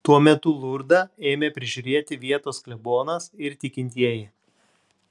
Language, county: Lithuanian, Klaipėda